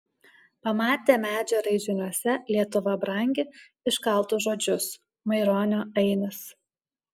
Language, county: Lithuanian, Alytus